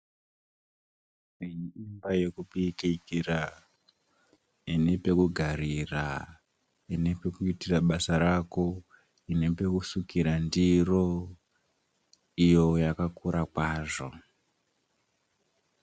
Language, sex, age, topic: Ndau, male, 18-24, health